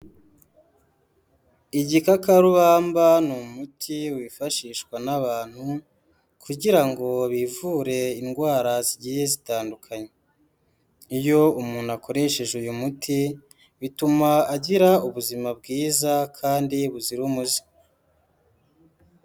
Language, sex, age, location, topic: Kinyarwanda, male, 25-35, Huye, health